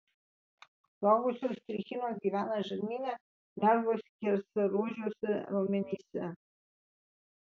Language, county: Lithuanian, Vilnius